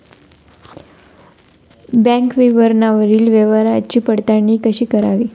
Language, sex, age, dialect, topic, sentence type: Marathi, female, 25-30, Standard Marathi, banking, question